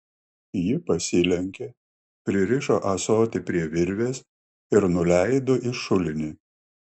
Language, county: Lithuanian, Klaipėda